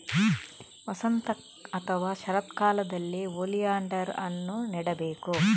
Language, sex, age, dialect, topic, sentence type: Kannada, female, 18-24, Coastal/Dakshin, agriculture, statement